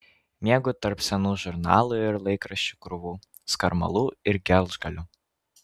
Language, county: Lithuanian, Kaunas